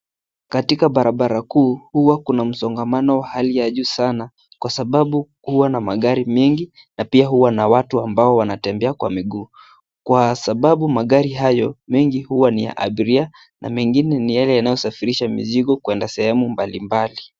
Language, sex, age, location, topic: Swahili, male, 18-24, Nairobi, government